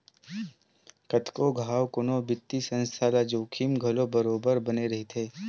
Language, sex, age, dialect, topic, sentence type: Chhattisgarhi, male, 18-24, Western/Budati/Khatahi, banking, statement